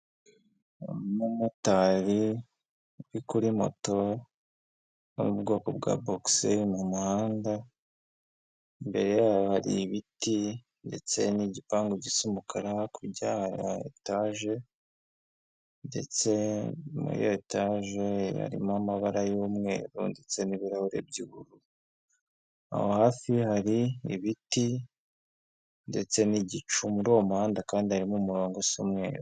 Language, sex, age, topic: Kinyarwanda, male, 25-35, government